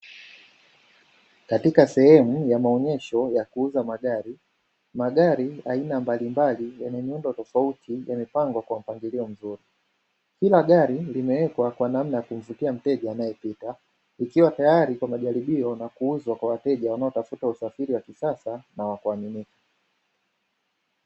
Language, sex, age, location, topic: Swahili, male, 25-35, Dar es Salaam, finance